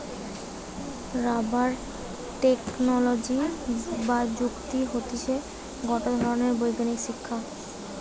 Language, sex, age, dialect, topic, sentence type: Bengali, female, 18-24, Western, agriculture, statement